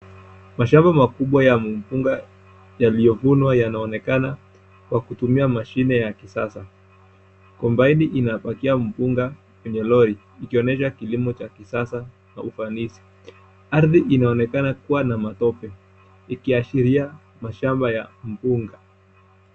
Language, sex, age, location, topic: Swahili, male, 18-24, Nairobi, agriculture